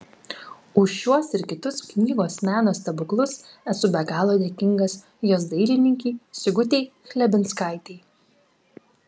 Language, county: Lithuanian, Klaipėda